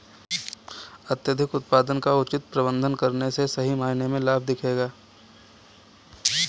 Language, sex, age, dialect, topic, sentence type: Hindi, male, 25-30, Kanauji Braj Bhasha, agriculture, statement